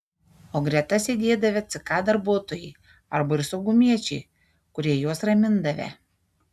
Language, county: Lithuanian, Šiauliai